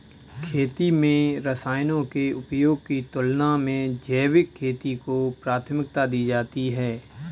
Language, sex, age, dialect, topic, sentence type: Hindi, male, 25-30, Kanauji Braj Bhasha, agriculture, statement